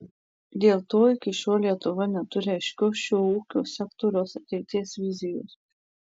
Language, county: Lithuanian, Marijampolė